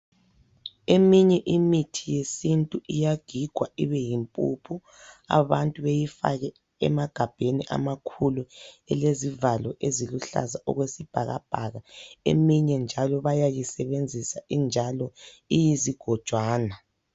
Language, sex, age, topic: North Ndebele, female, 25-35, health